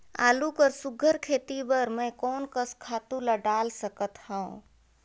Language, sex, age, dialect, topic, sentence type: Chhattisgarhi, female, 31-35, Northern/Bhandar, agriculture, question